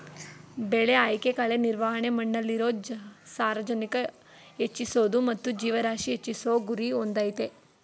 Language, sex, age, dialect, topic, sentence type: Kannada, female, 18-24, Mysore Kannada, agriculture, statement